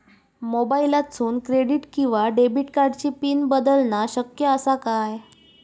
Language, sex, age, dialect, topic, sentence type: Marathi, male, 18-24, Southern Konkan, banking, question